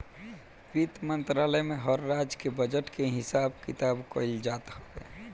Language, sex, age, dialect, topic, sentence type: Bhojpuri, male, 18-24, Northern, banking, statement